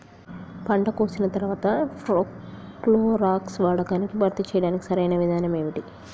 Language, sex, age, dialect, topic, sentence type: Telugu, male, 46-50, Telangana, agriculture, question